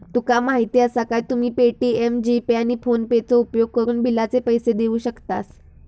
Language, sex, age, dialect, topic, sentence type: Marathi, female, 25-30, Southern Konkan, banking, statement